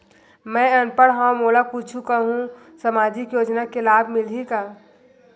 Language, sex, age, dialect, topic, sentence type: Chhattisgarhi, female, 31-35, Western/Budati/Khatahi, banking, question